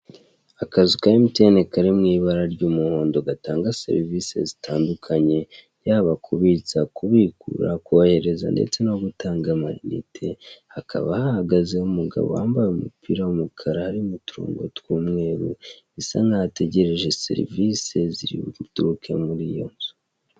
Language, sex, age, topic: Kinyarwanda, male, 18-24, finance